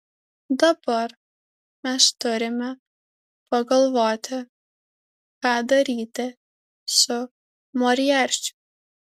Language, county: Lithuanian, Alytus